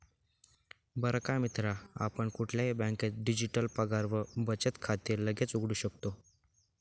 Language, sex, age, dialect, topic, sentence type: Marathi, male, 18-24, Northern Konkan, banking, statement